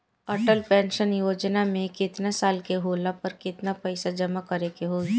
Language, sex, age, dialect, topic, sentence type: Bhojpuri, female, 18-24, Southern / Standard, banking, question